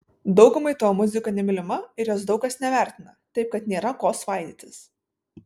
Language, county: Lithuanian, Vilnius